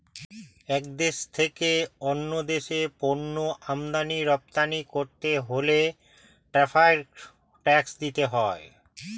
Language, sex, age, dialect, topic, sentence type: Bengali, male, 46-50, Standard Colloquial, banking, statement